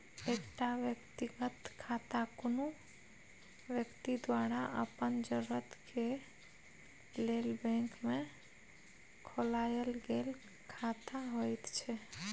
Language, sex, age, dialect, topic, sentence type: Maithili, female, 51-55, Bajjika, banking, statement